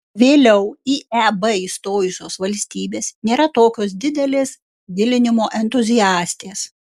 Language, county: Lithuanian, Kaunas